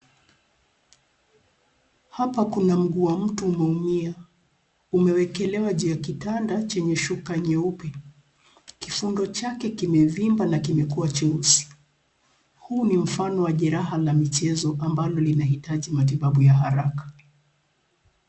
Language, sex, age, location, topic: Swahili, female, 36-49, Nairobi, health